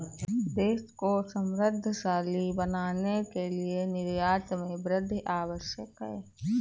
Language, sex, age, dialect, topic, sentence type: Hindi, female, 18-24, Awadhi Bundeli, banking, statement